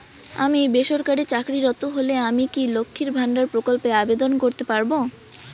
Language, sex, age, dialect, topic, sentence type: Bengali, female, 18-24, Rajbangshi, banking, question